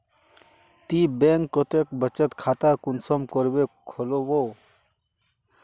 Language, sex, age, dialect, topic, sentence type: Magahi, male, 18-24, Northeastern/Surjapuri, banking, question